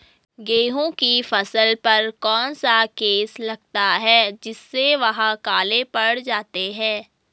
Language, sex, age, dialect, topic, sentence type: Hindi, female, 18-24, Garhwali, agriculture, question